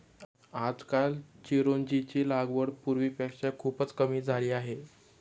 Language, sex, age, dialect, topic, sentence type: Marathi, male, 18-24, Standard Marathi, agriculture, statement